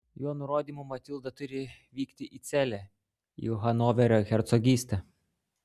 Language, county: Lithuanian, Klaipėda